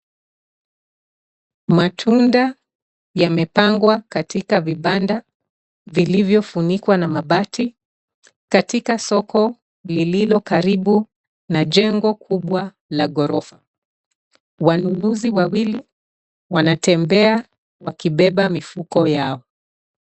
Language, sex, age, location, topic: Swahili, female, 36-49, Nairobi, finance